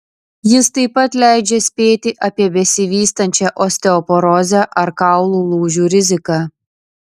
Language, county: Lithuanian, Klaipėda